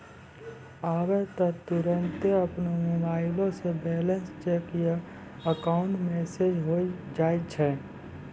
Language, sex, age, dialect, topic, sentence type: Maithili, male, 18-24, Angika, banking, statement